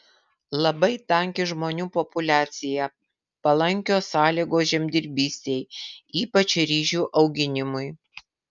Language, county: Lithuanian, Vilnius